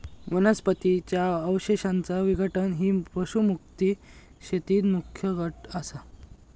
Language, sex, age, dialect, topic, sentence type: Marathi, male, 56-60, Southern Konkan, agriculture, statement